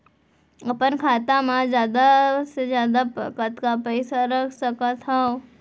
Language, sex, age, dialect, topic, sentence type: Chhattisgarhi, female, 18-24, Central, banking, question